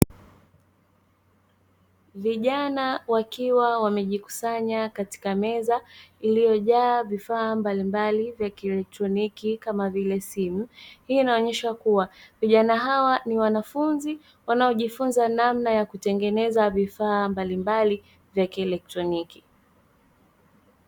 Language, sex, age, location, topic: Swahili, female, 18-24, Dar es Salaam, education